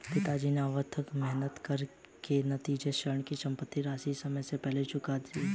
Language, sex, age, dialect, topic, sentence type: Hindi, male, 18-24, Hindustani Malvi Khadi Boli, banking, statement